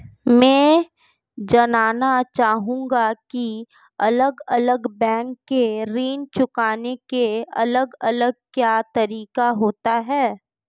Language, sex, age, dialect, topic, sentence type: Hindi, female, 25-30, Marwari Dhudhari, banking, question